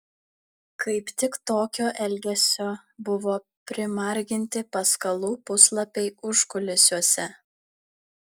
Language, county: Lithuanian, Vilnius